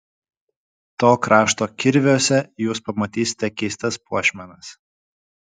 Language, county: Lithuanian, Kaunas